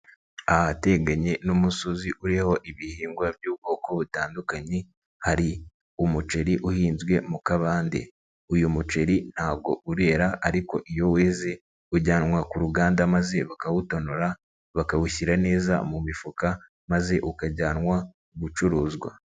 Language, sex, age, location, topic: Kinyarwanda, male, 36-49, Nyagatare, agriculture